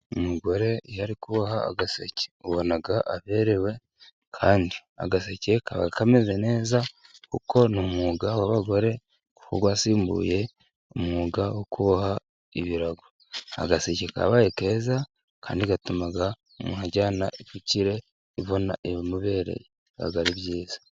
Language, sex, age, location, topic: Kinyarwanda, male, 36-49, Musanze, government